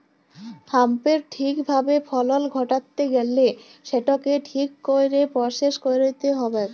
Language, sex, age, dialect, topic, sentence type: Bengali, female, 18-24, Jharkhandi, agriculture, statement